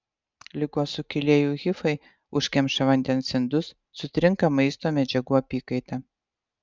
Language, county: Lithuanian, Utena